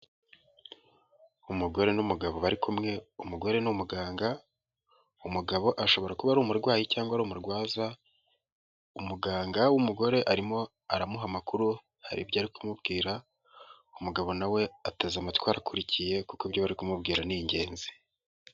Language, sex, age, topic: Kinyarwanda, male, 18-24, health